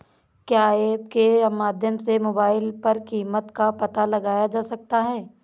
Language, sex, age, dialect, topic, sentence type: Hindi, female, 18-24, Awadhi Bundeli, agriculture, question